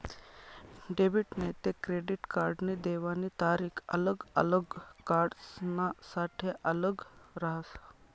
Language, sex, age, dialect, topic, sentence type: Marathi, male, 25-30, Northern Konkan, banking, statement